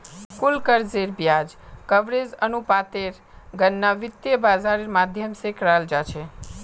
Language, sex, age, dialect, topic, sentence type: Magahi, female, 25-30, Northeastern/Surjapuri, banking, statement